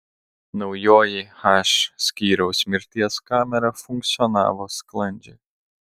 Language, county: Lithuanian, Telšiai